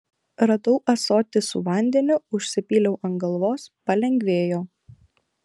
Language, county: Lithuanian, Klaipėda